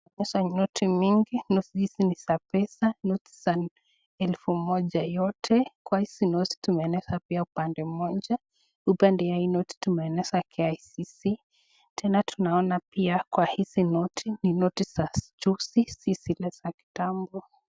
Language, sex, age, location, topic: Swahili, female, 25-35, Nakuru, finance